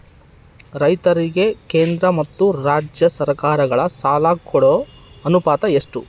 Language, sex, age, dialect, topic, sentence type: Kannada, male, 31-35, Central, agriculture, question